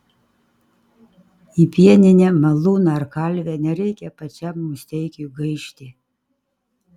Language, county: Lithuanian, Kaunas